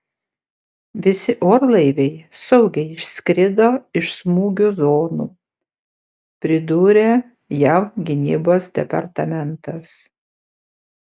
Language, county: Lithuanian, Panevėžys